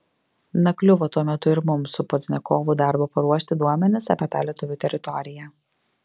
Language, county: Lithuanian, Klaipėda